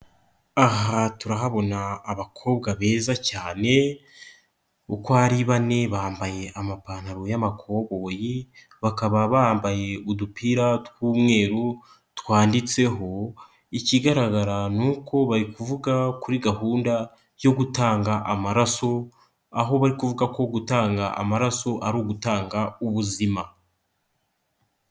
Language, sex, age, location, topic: Kinyarwanda, male, 25-35, Nyagatare, health